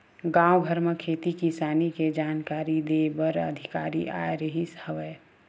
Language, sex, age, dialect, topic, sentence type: Chhattisgarhi, female, 18-24, Western/Budati/Khatahi, agriculture, statement